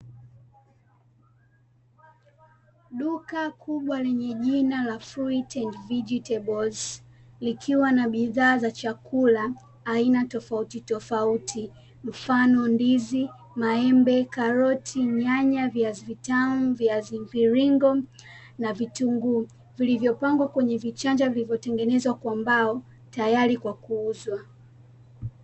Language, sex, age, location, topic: Swahili, female, 18-24, Dar es Salaam, finance